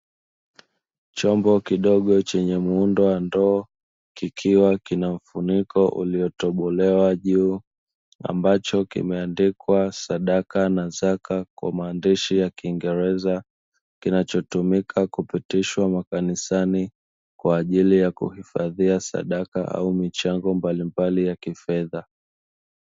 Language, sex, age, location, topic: Swahili, male, 25-35, Dar es Salaam, finance